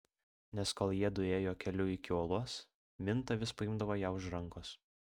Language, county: Lithuanian, Vilnius